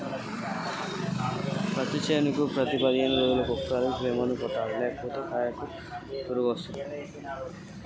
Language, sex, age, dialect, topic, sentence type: Telugu, male, 25-30, Telangana, agriculture, question